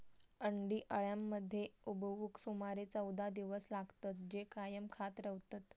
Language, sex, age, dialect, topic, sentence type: Marathi, female, 25-30, Southern Konkan, agriculture, statement